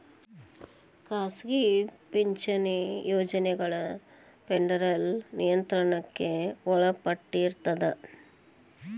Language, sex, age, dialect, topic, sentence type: Kannada, male, 18-24, Dharwad Kannada, banking, statement